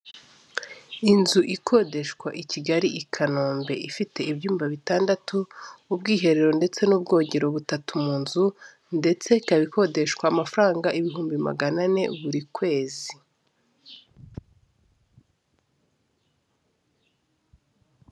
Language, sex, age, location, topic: Kinyarwanda, female, 25-35, Kigali, finance